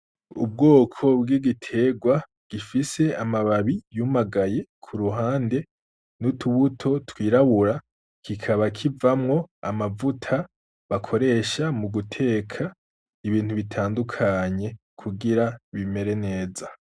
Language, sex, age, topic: Rundi, male, 18-24, agriculture